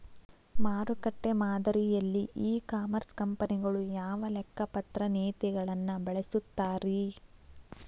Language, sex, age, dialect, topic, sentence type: Kannada, female, 18-24, Dharwad Kannada, agriculture, question